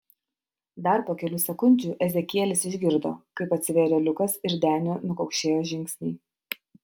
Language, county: Lithuanian, Utena